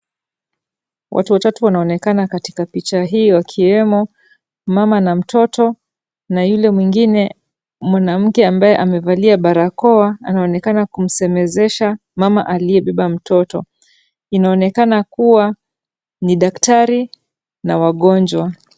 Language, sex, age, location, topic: Swahili, female, 36-49, Kisumu, health